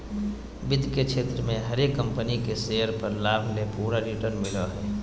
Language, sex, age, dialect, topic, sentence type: Magahi, male, 18-24, Southern, banking, statement